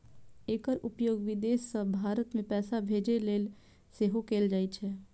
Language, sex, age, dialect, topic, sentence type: Maithili, female, 25-30, Eastern / Thethi, banking, statement